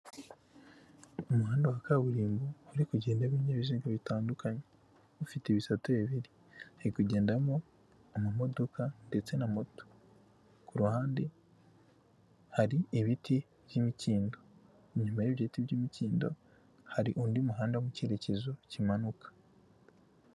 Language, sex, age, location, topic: Kinyarwanda, male, 18-24, Kigali, government